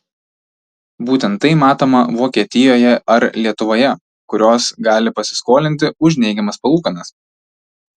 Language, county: Lithuanian, Tauragė